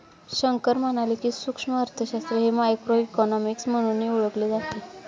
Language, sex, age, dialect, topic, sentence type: Marathi, female, 25-30, Standard Marathi, banking, statement